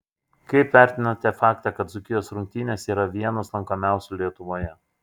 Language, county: Lithuanian, Šiauliai